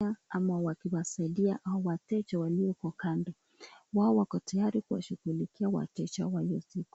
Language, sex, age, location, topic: Swahili, female, 18-24, Nakuru, government